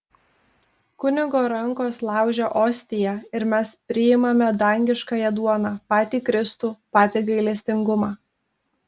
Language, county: Lithuanian, Telšiai